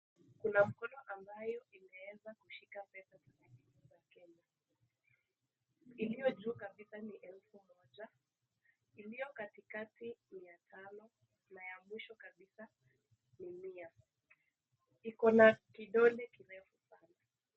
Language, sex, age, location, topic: Swahili, female, 18-24, Nakuru, finance